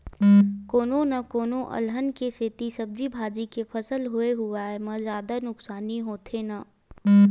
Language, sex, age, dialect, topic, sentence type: Chhattisgarhi, female, 18-24, Western/Budati/Khatahi, agriculture, statement